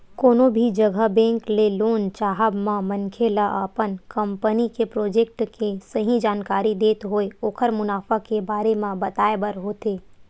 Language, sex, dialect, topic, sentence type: Chhattisgarhi, female, Western/Budati/Khatahi, banking, statement